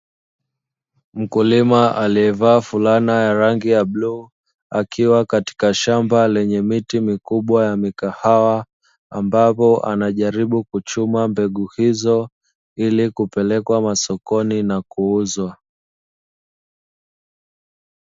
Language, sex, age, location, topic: Swahili, male, 25-35, Dar es Salaam, agriculture